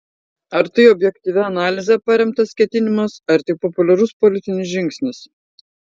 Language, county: Lithuanian, Šiauliai